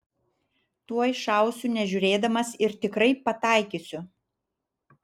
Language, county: Lithuanian, Vilnius